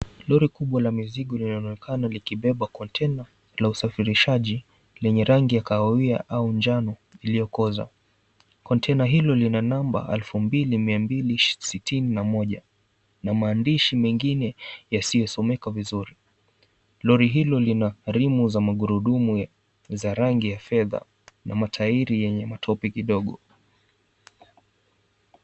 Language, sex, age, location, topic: Swahili, male, 18-24, Mombasa, government